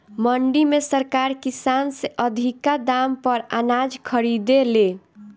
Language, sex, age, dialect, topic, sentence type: Bhojpuri, female, 18-24, Northern, agriculture, statement